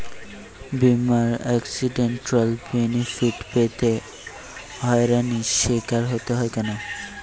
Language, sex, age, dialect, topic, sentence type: Bengali, male, 18-24, Western, banking, question